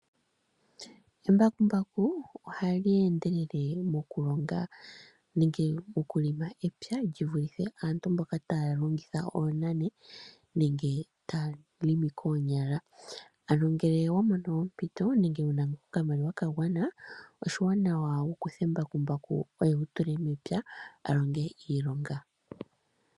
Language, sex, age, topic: Oshiwambo, female, 25-35, agriculture